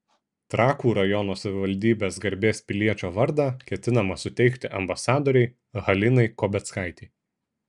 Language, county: Lithuanian, Šiauliai